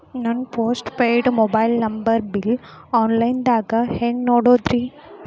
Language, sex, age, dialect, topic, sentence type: Kannada, female, 18-24, Dharwad Kannada, banking, question